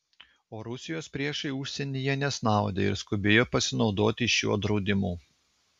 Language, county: Lithuanian, Klaipėda